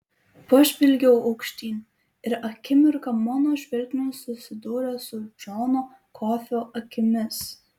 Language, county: Lithuanian, Kaunas